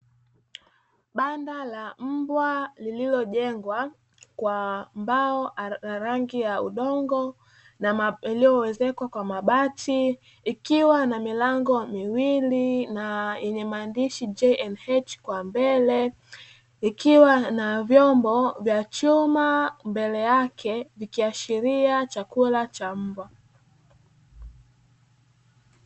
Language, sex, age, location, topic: Swahili, female, 18-24, Dar es Salaam, agriculture